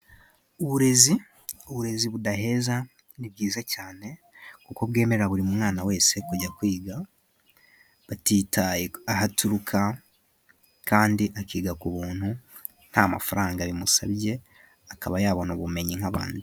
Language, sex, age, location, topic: Kinyarwanda, male, 18-24, Musanze, education